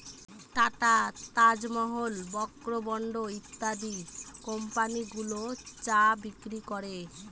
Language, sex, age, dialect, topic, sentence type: Bengali, female, 25-30, Northern/Varendri, agriculture, statement